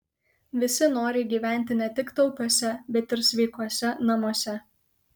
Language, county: Lithuanian, Kaunas